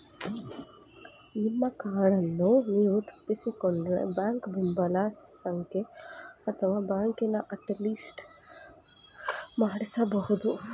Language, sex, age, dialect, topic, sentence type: Kannada, female, 25-30, Mysore Kannada, banking, statement